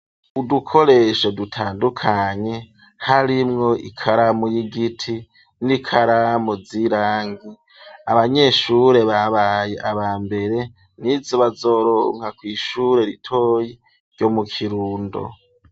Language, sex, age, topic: Rundi, male, 25-35, education